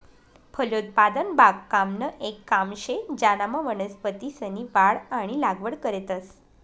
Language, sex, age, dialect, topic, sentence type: Marathi, female, 25-30, Northern Konkan, agriculture, statement